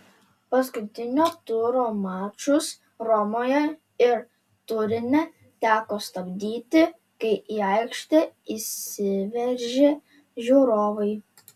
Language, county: Lithuanian, Telšiai